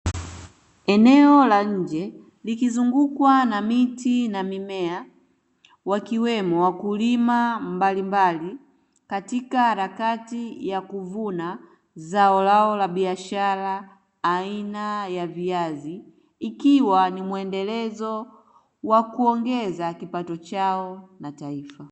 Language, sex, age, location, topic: Swahili, female, 25-35, Dar es Salaam, agriculture